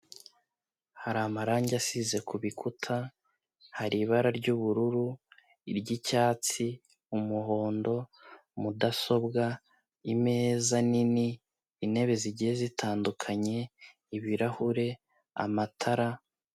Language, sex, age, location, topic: Kinyarwanda, male, 18-24, Kigali, health